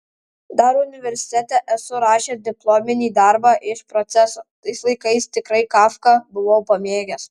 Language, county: Lithuanian, Alytus